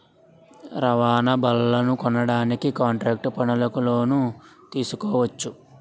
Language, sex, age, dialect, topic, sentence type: Telugu, male, 56-60, Utterandhra, banking, statement